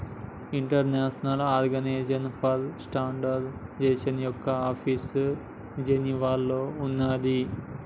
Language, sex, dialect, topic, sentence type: Telugu, male, Telangana, banking, statement